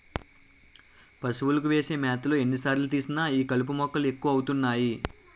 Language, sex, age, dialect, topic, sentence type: Telugu, male, 18-24, Utterandhra, agriculture, statement